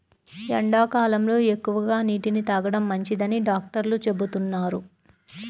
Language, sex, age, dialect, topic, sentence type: Telugu, female, 25-30, Central/Coastal, agriculture, statement